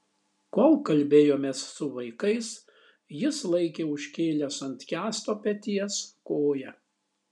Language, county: Lithuanian, Šiauliai